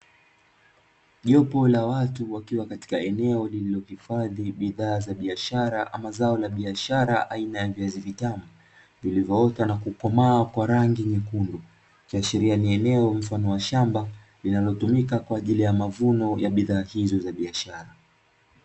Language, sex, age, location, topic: Swahili, male, 25-35, Dar es Salaam, agriculture